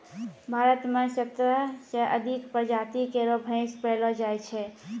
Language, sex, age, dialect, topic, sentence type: Maithili, female, 25-30, Angika, agriculture, statement